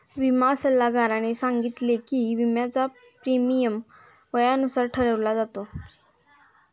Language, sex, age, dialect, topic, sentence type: Marathi, female, 18-24, Standard Marathi, banking, statement